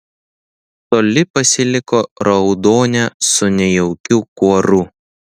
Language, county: Lithuanian, Šiauliai